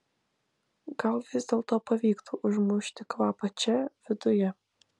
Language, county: Lithuanian, Klaipėda